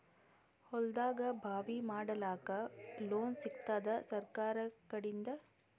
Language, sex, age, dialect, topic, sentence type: Kannada, female, 18-24, Northeastern, agriculture, question